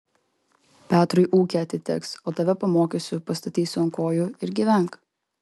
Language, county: Lithuanian, Vilnius